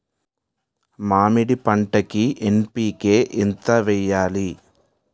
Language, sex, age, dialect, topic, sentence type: Telugu, male, 18-24, Utterandhra, agriculture, question